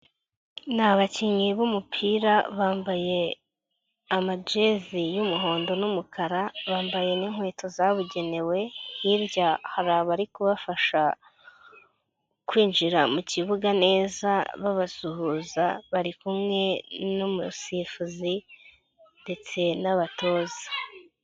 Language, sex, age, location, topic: Kinyarwanda, male, 25-35, Nyagatare, government